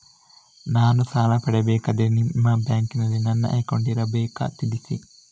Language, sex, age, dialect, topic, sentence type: Kannada, male, 36-40, Coastal/Dakshin, banking, question